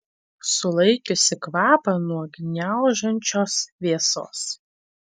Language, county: Lithuanian, Tauragė